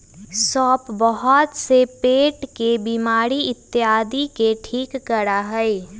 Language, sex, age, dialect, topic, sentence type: Magahi, female, 18-24, Western, agriculture, statement